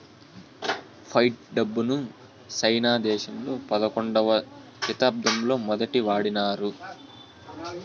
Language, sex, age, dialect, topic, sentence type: Telugu, male, 18-24, Southern, banking, statement